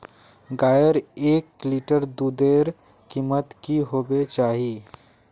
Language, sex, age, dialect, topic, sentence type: Magahi, male, 18-24, Northeastern/Surjapuri, agriculture, question